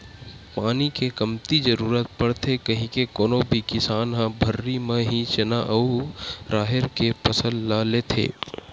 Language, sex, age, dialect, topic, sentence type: Chhattisgarhi, male, 18-24, Western/Budati/Khatahi, agriculture, statement